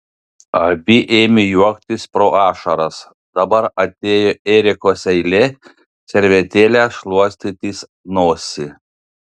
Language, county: Lithuanian, Panevėžys